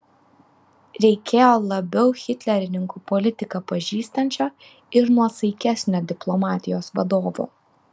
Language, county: Lithuanian, Vilnius